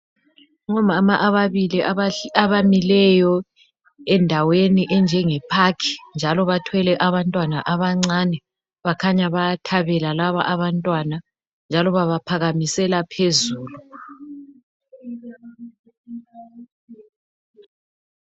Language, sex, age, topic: North Ndebele, male, 36-49, health